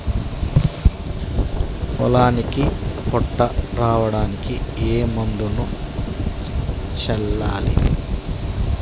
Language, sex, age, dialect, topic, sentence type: Telugu, male, 31-35, Telangana, agriculture, question